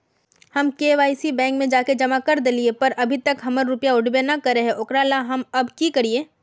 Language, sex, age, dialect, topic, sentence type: Magahi, female, 56-60, Northeastern/Surjapuri, banking, question